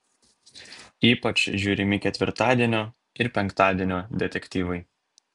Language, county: Lithuanian, Vilnius